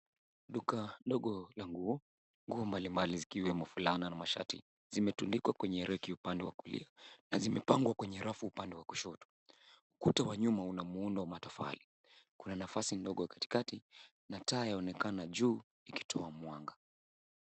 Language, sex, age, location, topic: Swahili, male, 18-24, Nairobi, finance